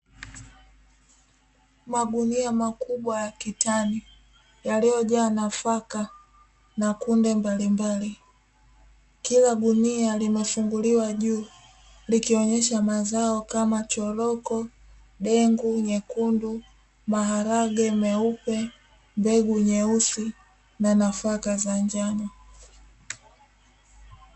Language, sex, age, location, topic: Swahili, female, 18-24, Dar es Salaam, agriculture